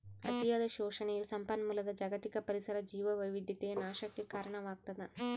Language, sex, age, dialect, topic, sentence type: Kannada, female, 31-35, Central, agriculture, statement